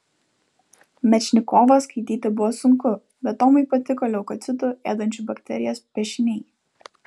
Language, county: Lithuanian, Vilnius